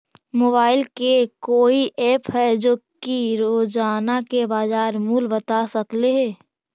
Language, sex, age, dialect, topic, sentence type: Magahi, female, 18-24, Central/Standard, agriculture, question